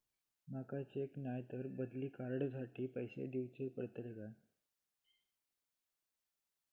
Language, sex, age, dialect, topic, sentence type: Marathi, female, 18-24, Southern Konkan, banking, question